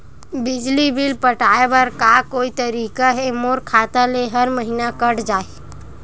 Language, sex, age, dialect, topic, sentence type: Chhattisgarhi, female, 18-24, Western/Budati/Khatahi, banking, question